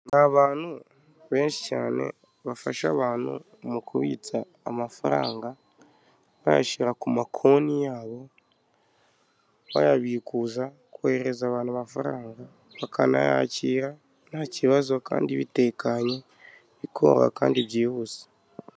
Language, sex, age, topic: Kinyarwanda, male, 25-35, finance